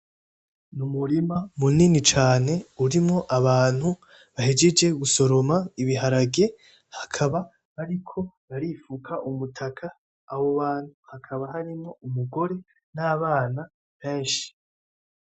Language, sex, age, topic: Rundi, male, 18-24, agriculture